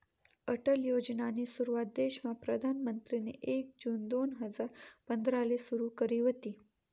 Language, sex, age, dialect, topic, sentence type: Marathi, female, 25-30, Northern Konkan, banking, statement